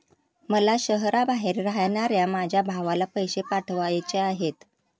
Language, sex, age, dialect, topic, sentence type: Marathi, female, 31-35, Standard Marathi, banking, statement